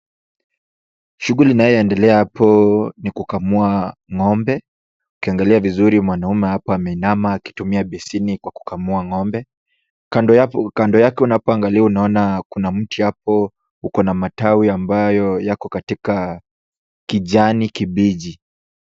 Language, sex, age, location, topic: Swahili, male, 18-24, Kisumu, agriculture